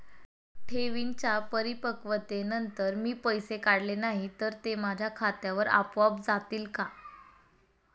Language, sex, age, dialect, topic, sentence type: Marathi, female, 18-24, Standard Marathi, banking, question